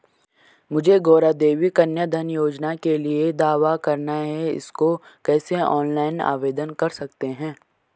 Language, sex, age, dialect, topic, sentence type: Hindi, male, 25-30, Garhwali, banking, question